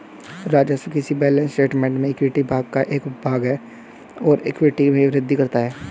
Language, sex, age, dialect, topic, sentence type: Hindi, male, 18-24, Hindustani Malvi Khadi Boli, banking, statement